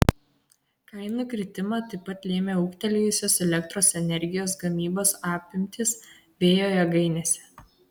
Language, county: Lithuanian, Kaunas